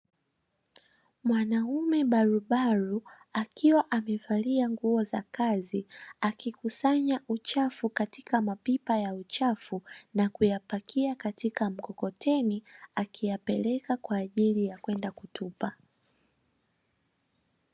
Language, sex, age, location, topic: Swahili, female, 18-24, Dar es Salaam, government